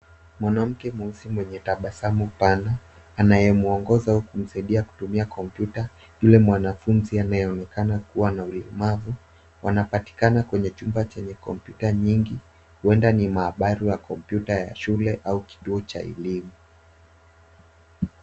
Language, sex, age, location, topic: Swahili, male, 18-24, Nairobi, education